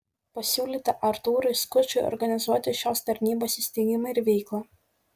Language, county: Lithuanian, Šiauliai